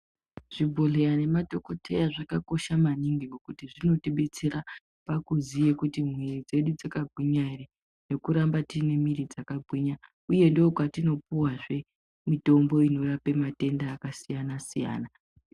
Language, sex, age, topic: Ndau, female, 18-24, health